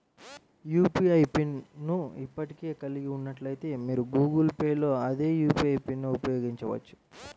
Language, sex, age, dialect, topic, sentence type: Telugu, male, 18-24, Central/Coastal, banking, statement